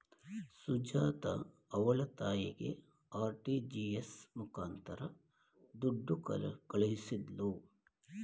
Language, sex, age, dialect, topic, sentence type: Kannada, male, 51-55, Mysore Kannada, banking, statement